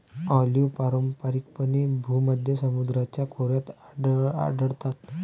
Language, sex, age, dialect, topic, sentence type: Marathi, male, 18-24, Varhadi, agriculture, statement